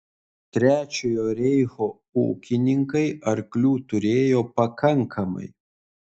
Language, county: Lithuanian, Kaunas